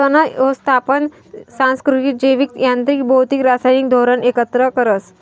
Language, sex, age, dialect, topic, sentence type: Marathi, female, 18-24, Northern Konkan, agriculture, statement